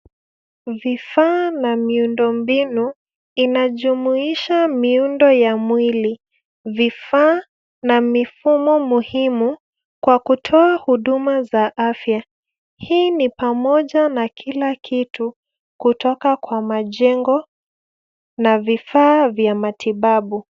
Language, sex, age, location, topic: Swahili, female, 25-35, Nairobi, health